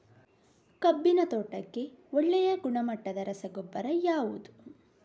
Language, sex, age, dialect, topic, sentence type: Kannada, female, 31-35, Coastal/Dakshin, agriculture, question